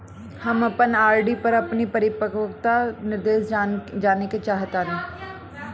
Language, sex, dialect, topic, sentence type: Bhojpuri, female, Northern, banking, statement